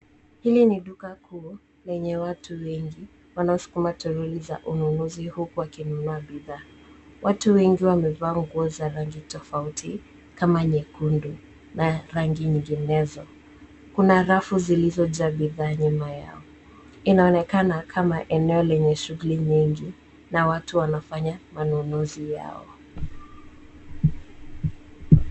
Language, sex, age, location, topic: Swahili, female, 18-24, Nairobi, finance